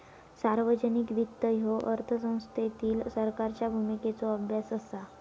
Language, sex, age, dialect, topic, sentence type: Marathi, female, 18-24, Southern Konkan, banking, statement